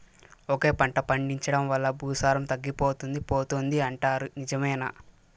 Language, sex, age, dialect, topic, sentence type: Telugu, male, 18-24, Southern, agriculture, question